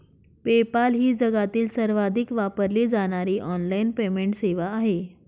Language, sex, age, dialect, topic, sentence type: Marathi, female, 25-30, Northern Konkan, banking, statement